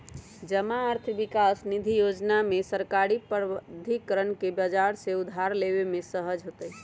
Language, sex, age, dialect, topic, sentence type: Magahi, female, 25-30, Western, banking, statement